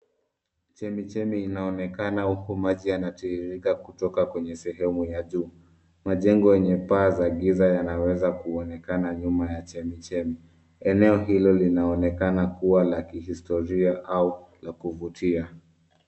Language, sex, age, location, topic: Swahili, male, 25-35, Nairobi, government